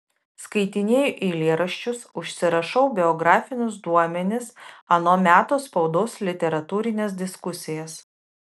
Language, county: Lithuanian, Vilnius